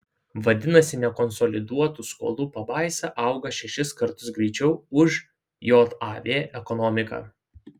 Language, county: Lithuanian, Šiauliai